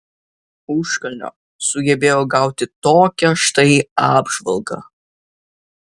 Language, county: Lithuanian, Vilnius